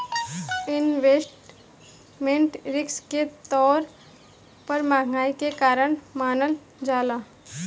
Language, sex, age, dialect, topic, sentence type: Bhojpuri, female, 25-30, Southern / Standard, banking, statement